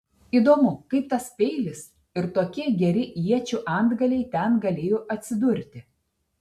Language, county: Lithuanian, Telšiai